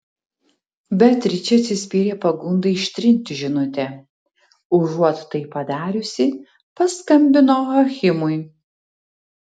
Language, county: Lithuanian, Tauragė